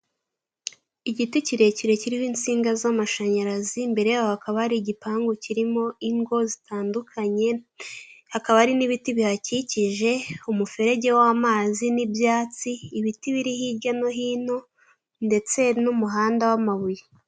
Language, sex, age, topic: Kinyarwanda, female, 18-24, government